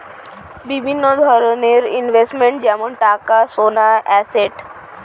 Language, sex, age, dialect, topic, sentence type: Bengali, female, 18-24, Standard Colloquial, banking, statement